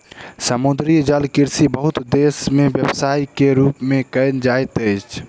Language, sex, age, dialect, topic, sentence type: Maithili, male, 18-24, Southern/Standard, agriculture, statement